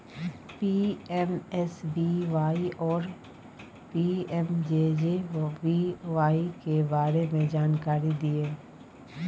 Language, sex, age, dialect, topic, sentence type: Maithili, female, 31-35, Bajjika, banking, question